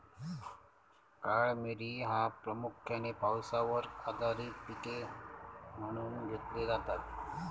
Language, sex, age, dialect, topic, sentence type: Marathi, male, 31-35, Southern Konkan, agriculture, statement